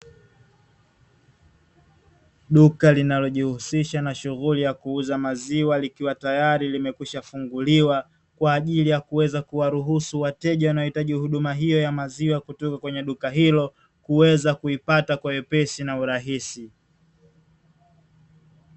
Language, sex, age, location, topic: Swahili, male, 18-24, Dar es Salaam, finance